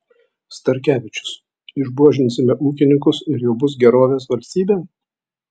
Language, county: Lithuanian, Vilnius